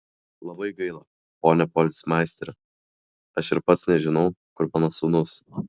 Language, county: Lithuanian, Klaipėda